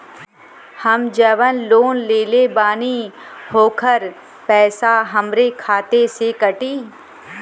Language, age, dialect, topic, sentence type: Bhojpuri, 25-30, Western, banking, question